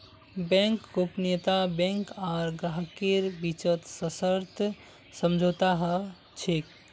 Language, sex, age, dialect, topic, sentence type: Magahi, male, 56-60, Northeastern/Surjapuri, banking, statement